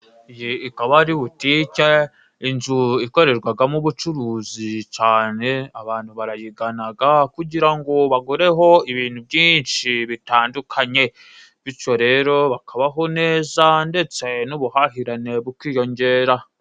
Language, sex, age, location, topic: Kinyarwanda, male, 25-35, Musanze, finance